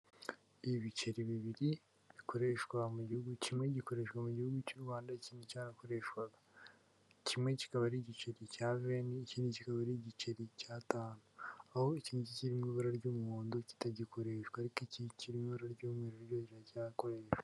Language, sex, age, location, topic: Kinyarwanda, female, 18-24, Kigali, finance